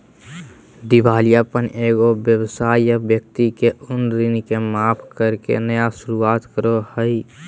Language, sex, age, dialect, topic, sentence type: Magahi, male, 18-24, Southern, banking, statement